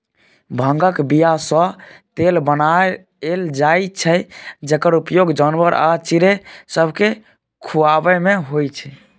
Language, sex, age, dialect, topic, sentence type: Maithili, male, 18-24, Bajjika, agriculture, statement